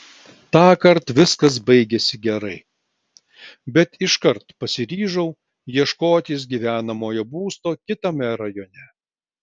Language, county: Lithuanian, Klaipėda